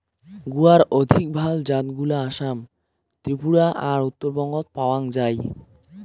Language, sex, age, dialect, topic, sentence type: Bengali, male, <18, Rajbangshi, agriculture, statement